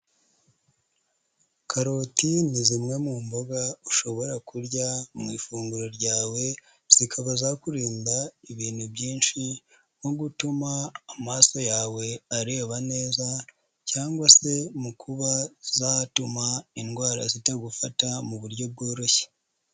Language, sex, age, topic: Kinyarwanda, female, 25-35, agriculture